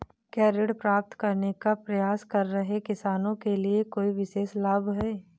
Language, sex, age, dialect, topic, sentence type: Hindi, female, 18-24, Kanauji Braj Bhasha, agriculture, statement